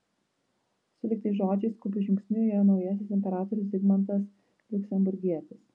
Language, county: Lithuanian, Vilnius